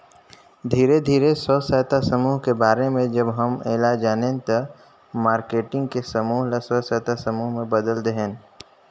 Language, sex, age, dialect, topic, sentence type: Chhattisgarhi, male, 25-30, Northern/Bhandar, banking, statement